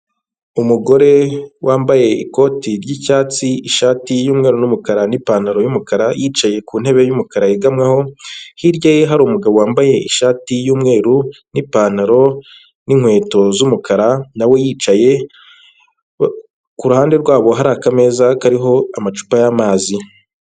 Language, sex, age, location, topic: Kinyarwanda, male, 25-35, Kigali, government